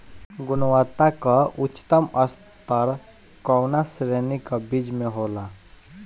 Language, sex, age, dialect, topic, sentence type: Bhojpuri, male, 18-24, Southern / Standard, agriculture, question